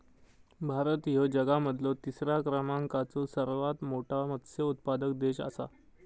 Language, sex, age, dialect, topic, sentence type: Marathi, male, 25-30, Southern Konkan, agriculture, statement